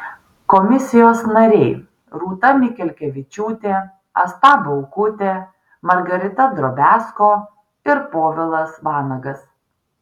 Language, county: Lithuanian, Vilnius